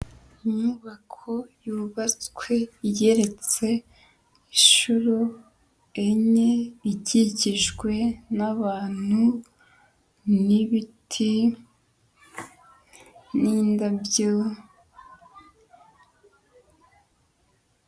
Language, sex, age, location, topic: Kinyarwanda, female, 25-35, Huye, education